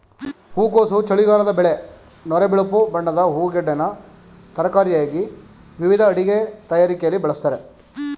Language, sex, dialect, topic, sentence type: Kannada, male, Mysore Kannada, agriculture, statement